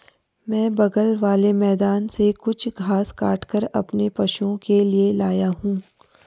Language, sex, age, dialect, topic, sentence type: Hindi, female, 51-55, Garhwali, agriculture, statement